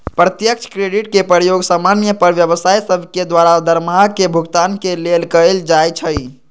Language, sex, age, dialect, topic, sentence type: Magahi, male, 51-55, Western, banking, statement